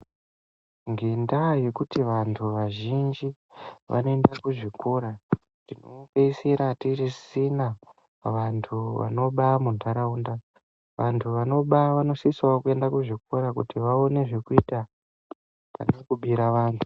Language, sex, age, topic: Ndau, female, 18-24, education